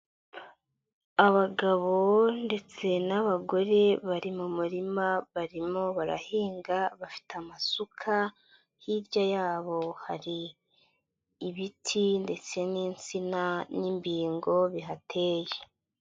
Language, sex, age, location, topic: Kinyarwanda, female, 25-35, Huye, agriculture